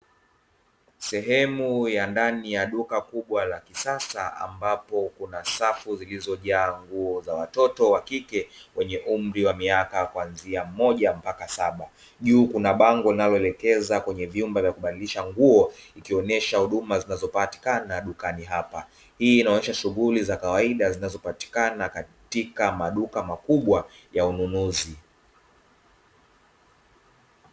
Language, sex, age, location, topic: Swahili, male, 25-35, Dar es Salaam, finance